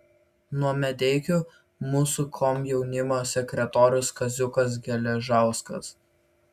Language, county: Lithuanian, Vilnius